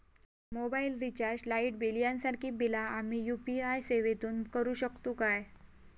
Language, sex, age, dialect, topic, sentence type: Marathi, female, 25-30, Southern Konkan, banking, question